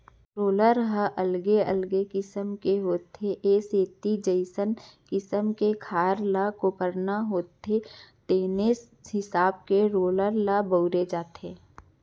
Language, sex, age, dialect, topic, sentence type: Chhattisgarhi, female, 25-30, Central, agriculture, statement